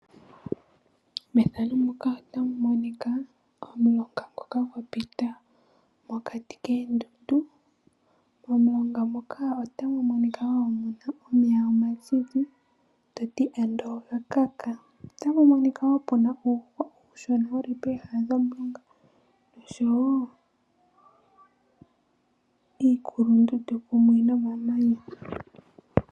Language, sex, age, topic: Oshiwambo, female, 18-24, agriculture